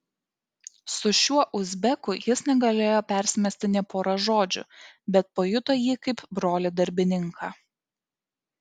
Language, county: Lithuanian, Kaunas